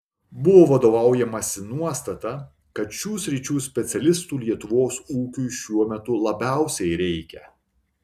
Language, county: Lithuanian, Šiauliai